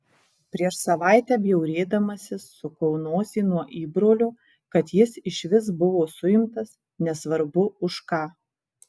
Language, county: Lithuanian, Kaunas